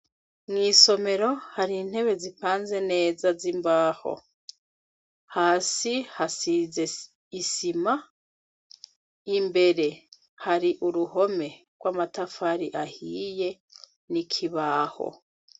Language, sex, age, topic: Rundi, female, 36-49, education